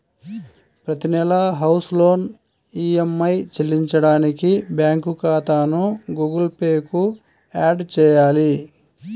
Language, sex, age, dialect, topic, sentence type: Telugu, male, 41-45, Central/Coastal, banking, statement